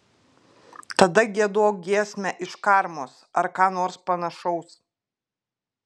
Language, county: Lithuanian, Klaipėda